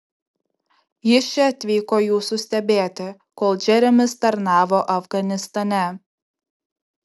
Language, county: Lithuanian, Tauragė